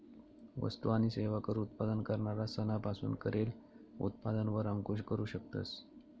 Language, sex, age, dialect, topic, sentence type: Marathi, male, 25-30, Northern Konkan, banking, statement